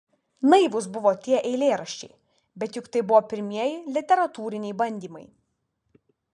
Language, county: Lithuanian, Vilnius